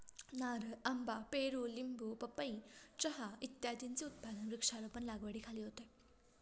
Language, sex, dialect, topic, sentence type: Marathi, female, Standard Marathi, agriculture, statement